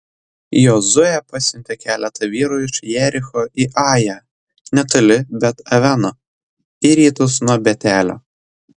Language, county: Lithuanian, Telšiai